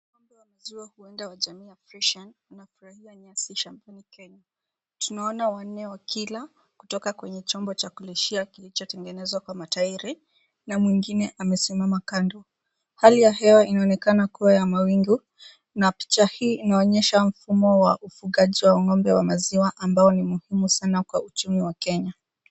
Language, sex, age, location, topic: Swahili, female, 18-24, Mombasa, agriculture